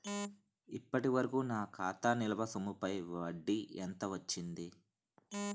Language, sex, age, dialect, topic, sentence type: Telugu, male, 31-35, Utterandhra, banking, question